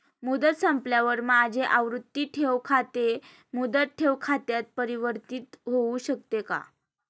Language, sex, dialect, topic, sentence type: Marathi, female, Standard Marathi, banking, statement